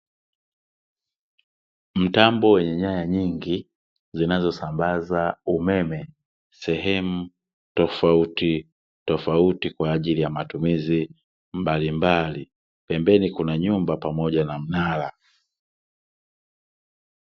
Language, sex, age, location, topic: Swahili, male, 25-35, Dar es Salaam, government